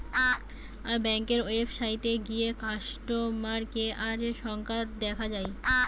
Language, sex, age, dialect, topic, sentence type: Bengali, female, 18-24, Western, banking, statement